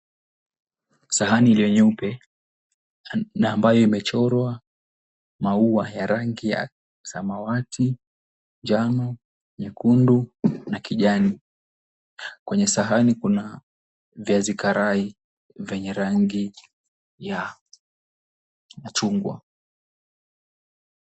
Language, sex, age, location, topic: Swahili, male, 18-24, Mombasa, agriculture